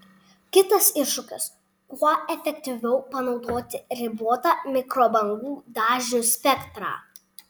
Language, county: Lithuanian, Panevėžys